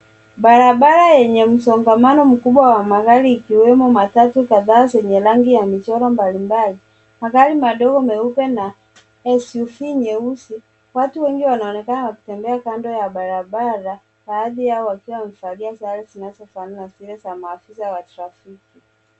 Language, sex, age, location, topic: Swahili, male, 25-35, Nairobi, government